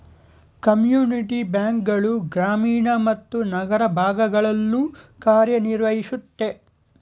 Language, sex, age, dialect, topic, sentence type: Kannada, male, 18-24, Mysore Kannada, banking, statement